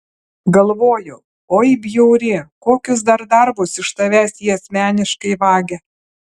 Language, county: Lithuanian, Alytus